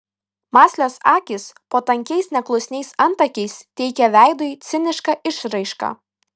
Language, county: Lithuanian, Kaunas